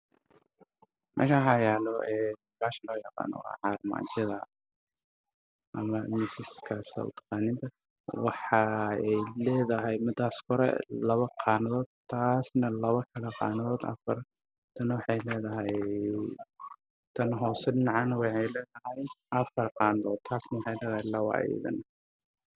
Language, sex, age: Somali, male, 18-24